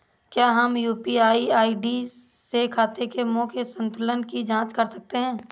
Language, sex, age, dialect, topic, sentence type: Hindi, female, 25-30, Awadhi Bundeli, banking, question